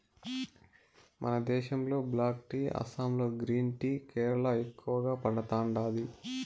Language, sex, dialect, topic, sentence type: Telugu, male, Southern, agriculture, statement